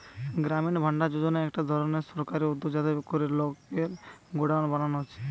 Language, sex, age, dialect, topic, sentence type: Bengali, male, 18-24, Western, agriculture, statement